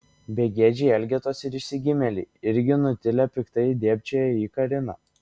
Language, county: Lithuanian, Šiauliai